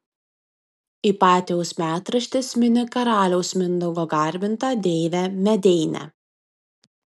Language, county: Lithuanian, Vilnius